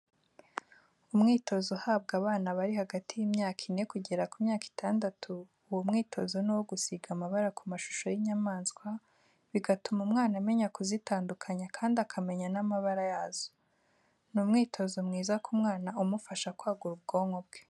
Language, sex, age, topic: Kinyarwanda, female, 18-24, education